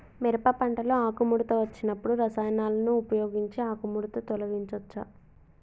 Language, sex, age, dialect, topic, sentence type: Telugu, female, 18-24, Telangana, agriculture, question